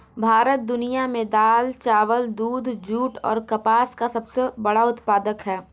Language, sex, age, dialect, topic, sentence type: Hindi, female, 18-24, Hindustani Malvi Khadi Boli, agriculture, statement